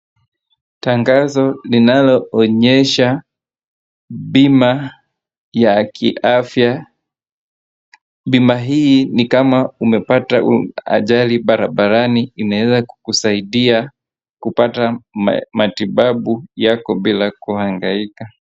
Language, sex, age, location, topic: Swahili, male, 25-35, Wajir, finance